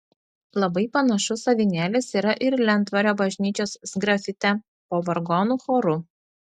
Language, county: Lithuanian, Klaipėda